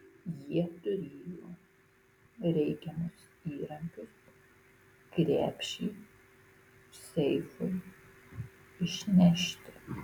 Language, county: Lithuanian, Marijampolė